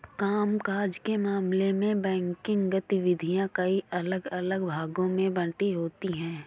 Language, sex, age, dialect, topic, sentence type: Hindi, female, 25-30, Awadhi Bundeli, banking, statement